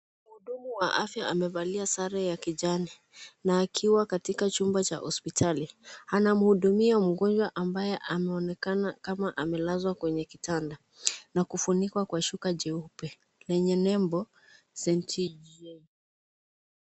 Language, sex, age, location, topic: Swahili, female, 25-35, Nakuru, health